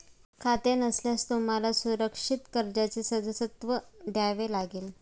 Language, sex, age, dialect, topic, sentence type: Marathi, female, 25-30, Standard Marathi, banking, statement